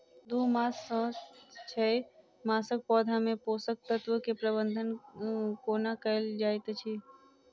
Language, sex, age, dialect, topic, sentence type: Maithili, female, 46-50, Southern/Standard, agriculture, question